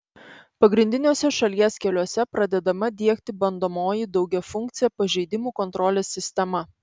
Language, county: Lithuanian, Panevėžys